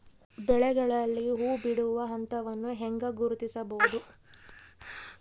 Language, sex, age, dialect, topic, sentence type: Kannada, female, 31-35, Central, agriculture, statement